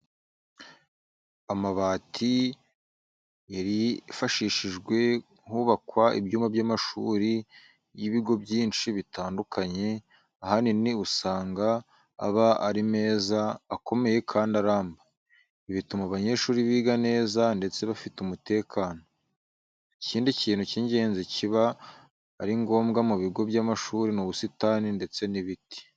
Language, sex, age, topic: Kinyarwanda, male, 18-24, education